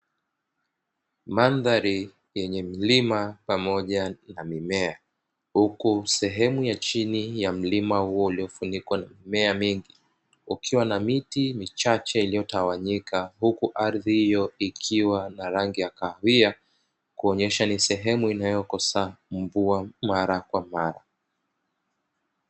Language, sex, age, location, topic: Swahili, male, 25-35, Dar es Salaam, agriculture